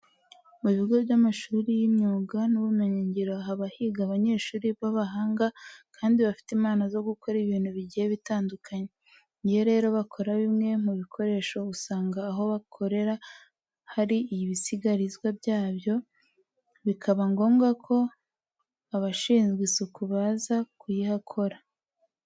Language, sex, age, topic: Kinyarwanda, female, 18-24, education